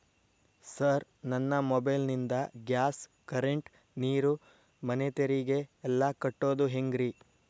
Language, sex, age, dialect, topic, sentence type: Kannada, male, 25-30, Dharwad Kannada, banking, question